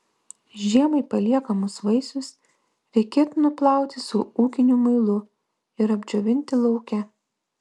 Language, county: Lithuanian, Vilnius